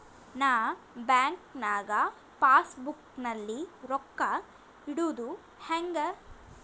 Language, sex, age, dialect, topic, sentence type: Kannada, female, 18-24, Northeastern, banking, question